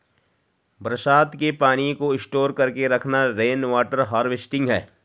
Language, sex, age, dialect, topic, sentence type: Hindi, male, 36-40, Garhwali, agriculture, statement